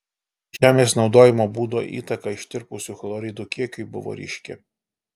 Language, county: Lithuanian, Alytus